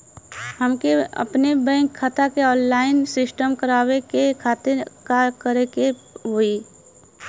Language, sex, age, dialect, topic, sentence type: Bhojpuri, female, 31-35, Western, banking, question